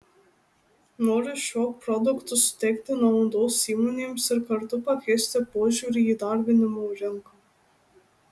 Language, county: Lithuanian, Marijampolė